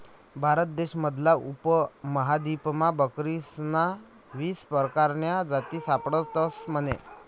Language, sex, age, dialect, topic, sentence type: Marathi, male, 31-35, Northern Konkan, agriculture, statement